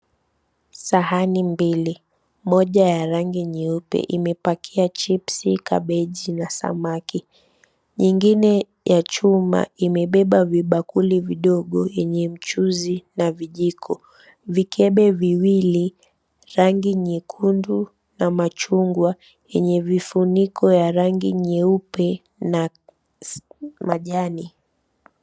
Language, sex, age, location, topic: Swahili, female, 18-24, Mombasa, agriculture